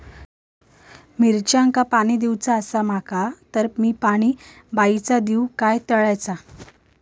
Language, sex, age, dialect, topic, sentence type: Marathi, female, 18-24, Southern Konkan, agriculture, question